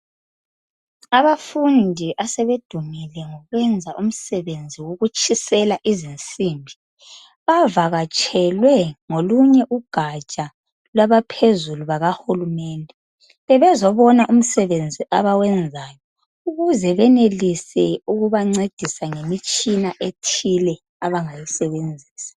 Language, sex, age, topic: North Ndebele, female, 25-35, education